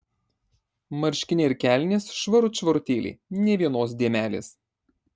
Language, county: Lithuanian, Marijampolė